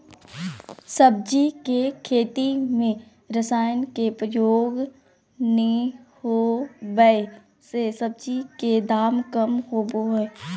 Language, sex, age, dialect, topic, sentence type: Magahi, female, 18-24, Southern, agriculture, statement